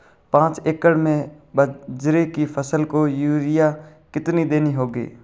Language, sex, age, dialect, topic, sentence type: Hindi, male, 41-45, Marwari Dhudhari, agriculture, question